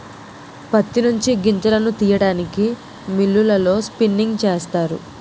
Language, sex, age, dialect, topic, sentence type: Telugu, female, 18-24, Utterandhra, agriculture, statement